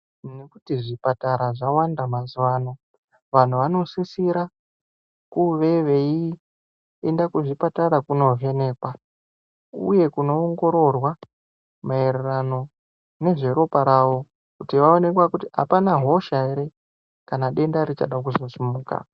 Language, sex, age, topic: Ndau, male, 18-24, health